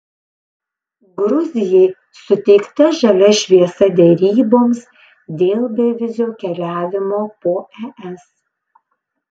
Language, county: Lithuanian, Panevėžys